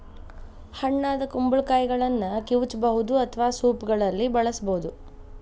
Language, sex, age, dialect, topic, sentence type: Kannada, female, 25-30, Dharwad Kannada, agriculture, statement